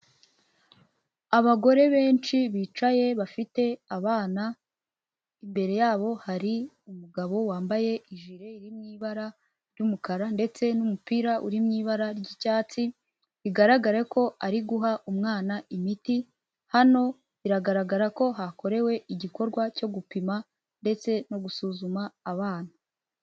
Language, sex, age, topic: Kinyarwanda, female, 18-24, health